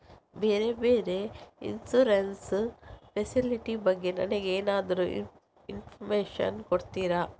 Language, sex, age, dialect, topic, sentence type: Kannada, female, 25-30, Coastal/Dakshin, banking, question